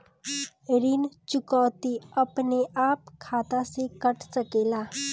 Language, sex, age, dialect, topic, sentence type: Bhojpuri, female, 36-40, Northern, banking, question